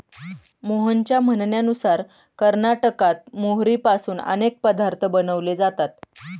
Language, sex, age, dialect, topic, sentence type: Marathi, female, 31-35, Standard Marathi, agriculture, statement